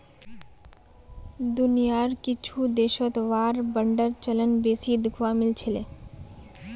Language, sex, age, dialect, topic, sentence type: Magahi, female, 18-24, Northeastern/Surjapuri, banking, statement